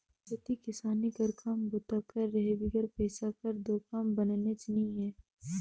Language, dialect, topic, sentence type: Chhattisgarhi, Northern/Bhandar, banking, statement